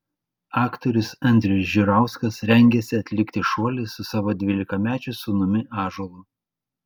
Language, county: Lithuanian, Klaipėda